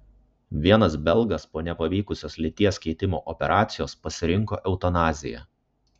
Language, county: Lithuanian, Kaunas